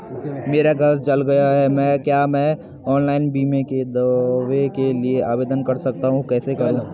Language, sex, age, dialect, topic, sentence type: Hindi, male, 18-24, Garhwali, banking, question